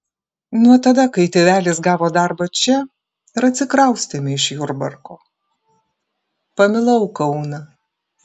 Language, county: Lithuanian, Klaipėda